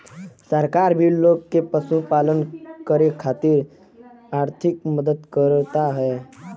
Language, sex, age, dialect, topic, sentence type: Bhojpuri, male, 18-24, Western, agriculture, statement